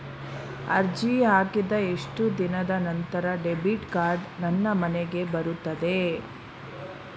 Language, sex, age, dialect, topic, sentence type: Kannada, female, 18-24, Coastal/Dakshin, banking, question